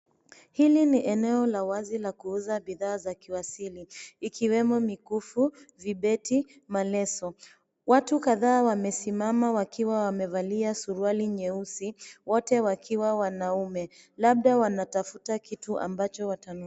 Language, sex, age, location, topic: Swahili, female, 25-35, Nairobi, finance